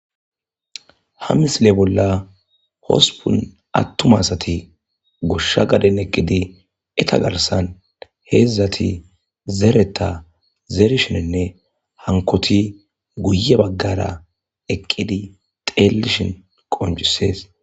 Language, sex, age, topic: Gamo, male, 25-35, agriculture